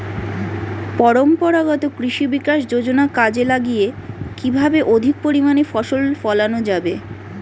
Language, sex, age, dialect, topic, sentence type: Bengali, female, 31-35, Standard Colloquial, agriculture, question